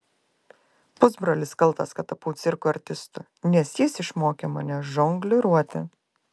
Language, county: Lithuanian, Klaipėda